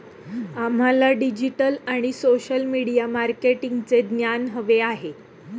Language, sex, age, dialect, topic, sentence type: Marathi, female, 31-35, Standard Marathi, banking, statement